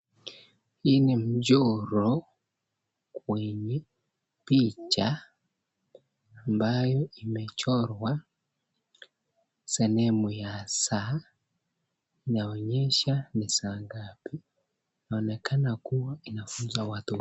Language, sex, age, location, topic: Swahili, male, 18-24, Nakuru, education